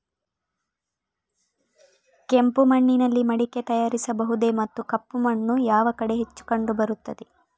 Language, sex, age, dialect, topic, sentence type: Kannada, female, 25-30, Coastal/Dakshin, agriculture, question